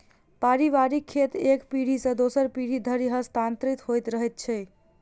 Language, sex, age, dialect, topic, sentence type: Maithili, female, 41-45, Southern/Standard, agriculture, statement